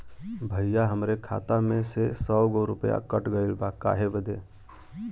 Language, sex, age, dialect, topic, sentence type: Bhojpuri, male, 31-35, Western, banking, question